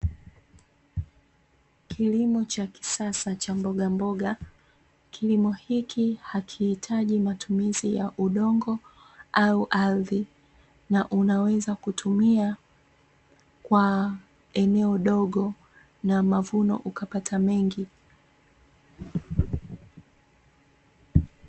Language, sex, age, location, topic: Swahili, female, 25-35, Dar es Salaam, agriculture